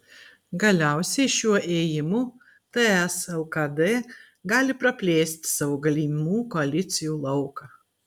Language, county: Lithuanian, Klaipėda